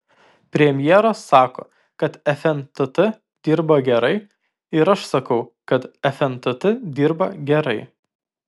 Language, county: Lithuanian, Vilnius